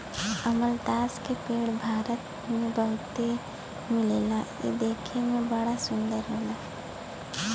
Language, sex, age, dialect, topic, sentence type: Bhojpuri, female, 18-24, Western, agriculture, statement